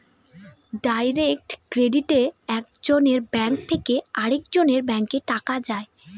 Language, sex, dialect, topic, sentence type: Bengali, female, Northern/Varendri, banking, statement